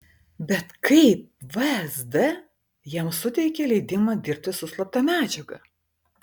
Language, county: Lithuanian, Vilnius